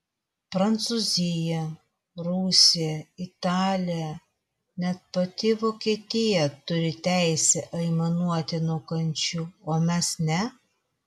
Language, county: Lithuanian, Vilnius